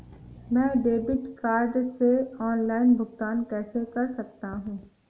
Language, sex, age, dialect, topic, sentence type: Hindi, female, 18-24, Awadhi Bundeli, banking, question